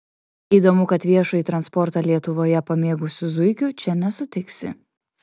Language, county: Lithuanian, Kaunas